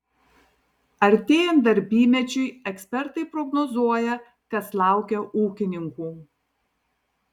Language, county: Lithuanian, Tauragė